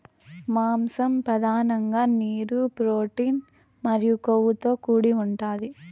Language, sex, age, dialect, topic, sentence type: Telugu, female, 18-24, Southern, agriculture, statement